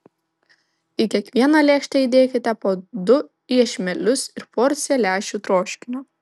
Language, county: Lithuanian, Vilnius